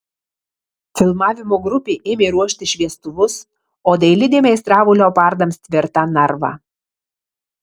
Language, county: Lithuanian, Marijampolė